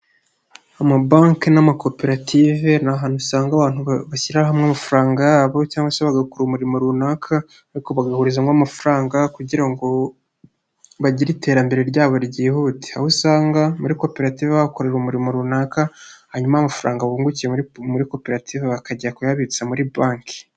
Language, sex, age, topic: Kinyarwanda, male, 25-35, finance